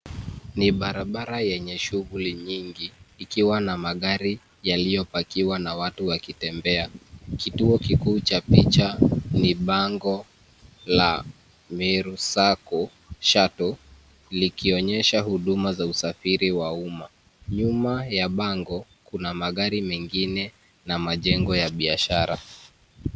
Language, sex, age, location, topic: Swahili, male, 25-35, Nairobi, government